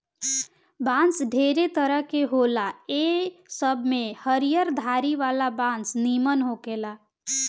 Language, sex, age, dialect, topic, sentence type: Bhojpuri, female, 18-24, Southern / Standard, agriculture, statement